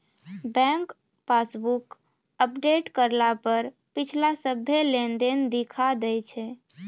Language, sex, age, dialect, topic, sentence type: Maithili, female, 31-35, Angika, banking, statement